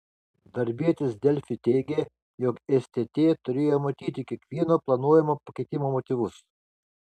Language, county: Lithuanian, Kaunas